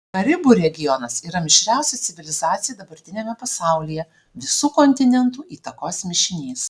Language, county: Lithuanian, Alytus